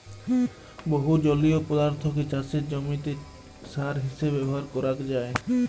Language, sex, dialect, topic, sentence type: Bengali, male, Jharkhandi, agriculture, statement